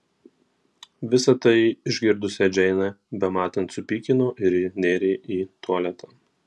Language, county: Lithuanian, Marijampolė